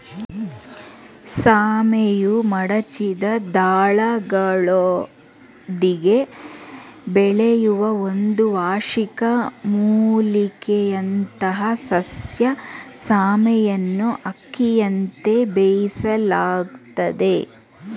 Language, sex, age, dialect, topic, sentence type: Kannada, female, 36-40, Mysore Kannada, agriculture, statement